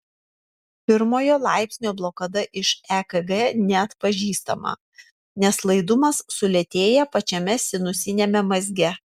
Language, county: Lithuanian, Panevėžys